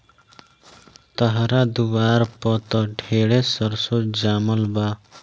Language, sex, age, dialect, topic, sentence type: Bhojpuri, male, 18-24, Southern / Standard, agriculture, statement